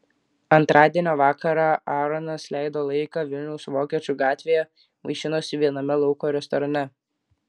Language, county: Lithuanian, Klaipėda